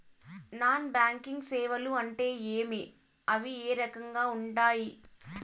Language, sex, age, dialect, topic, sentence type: Telugu, female, 18-24, Southern, banking, question